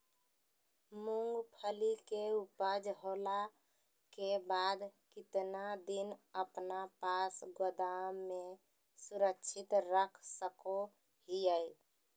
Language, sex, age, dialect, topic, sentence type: Magahi, female, 60-100, Southern, agriculture, question